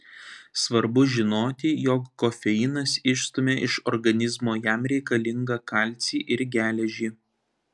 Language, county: Lithuanian, Panevėžys